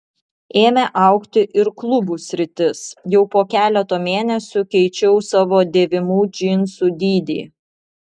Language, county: Lithuanian, Vilnius